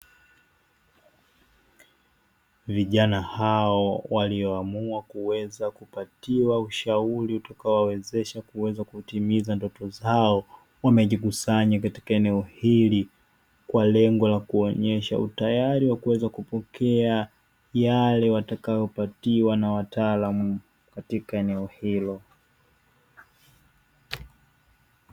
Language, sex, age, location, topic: Swahili, male, 25-35, Dar es Salaam, education